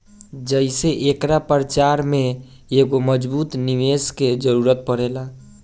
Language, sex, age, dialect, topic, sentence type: Bhojpuri, male, 18-24, Southern / Standard, banking, statement